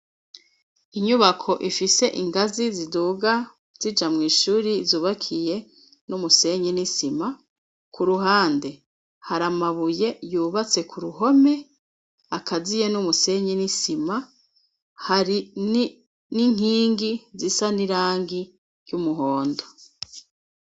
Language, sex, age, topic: Rundi, female, 36-49, education